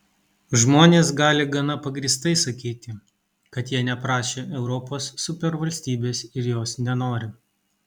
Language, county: Lithuanian, Kaunas